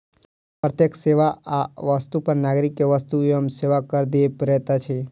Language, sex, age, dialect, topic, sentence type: Maithili, male, 60-100, Southern/Standard, banking, statement